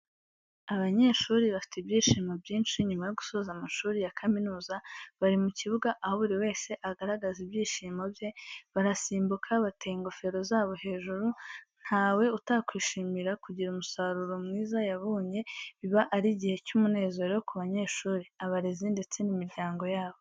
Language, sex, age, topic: Kinyarwanda, female, 18-24, education